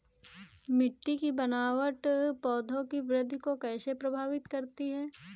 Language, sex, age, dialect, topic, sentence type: Hindi, female, 18-24, Kanauji Braj Bhasha, agriculture, statement